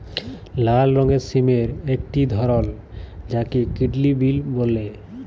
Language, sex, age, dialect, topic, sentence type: Bengali, male, 25-30, Jharkhandi, agriculture, statement